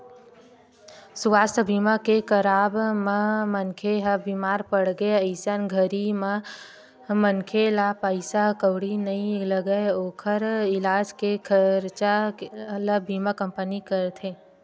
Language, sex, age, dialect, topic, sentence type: Chhattisgarhi, female, 18-24, Western/Budati/Khatahi, banking, statement